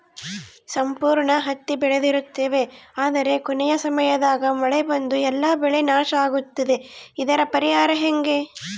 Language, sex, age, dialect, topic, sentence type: Kannada, female, 18-24, Central, agriculture, question